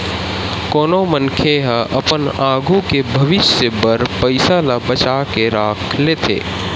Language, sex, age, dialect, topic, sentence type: Chhattisgarhi, male, 18-24, Western/Budati/Khatahi, banking, statement